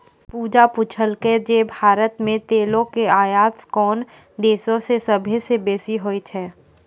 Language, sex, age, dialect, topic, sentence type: Maithili, female, 18-24, Angika, banking, statement